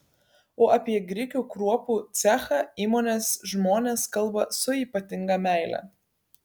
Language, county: Lithuanian, Kaunas